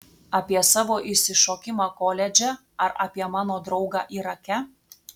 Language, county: Lithuanian, Telšiai